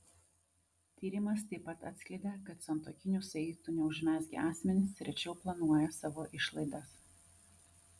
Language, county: Lithuanian, Vilnius